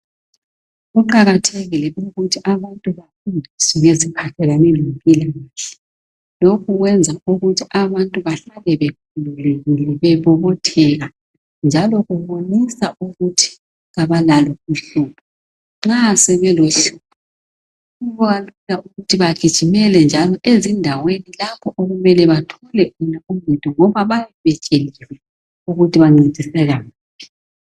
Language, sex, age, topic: North Ndebele, female, 50+, health